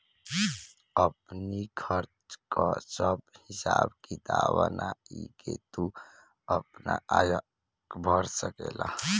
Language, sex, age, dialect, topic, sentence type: Bhojpuri, male, <18, Northern, banking, statement